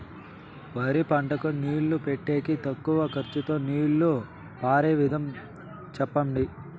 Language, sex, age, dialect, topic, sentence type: Telugu, male, 18-24, Southern, agriculture, question